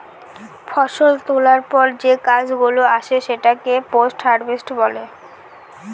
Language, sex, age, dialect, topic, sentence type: Bengali, female, 18-24, Northern/Varendri, agriculture, statement